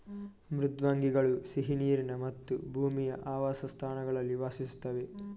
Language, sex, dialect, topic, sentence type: Kannada, male, Coastal/Dakshin, agriculture, statement